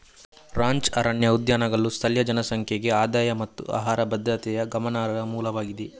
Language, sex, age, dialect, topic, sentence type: Kannada, male, 46-50, Coastal/Dakshin, agriculture, statement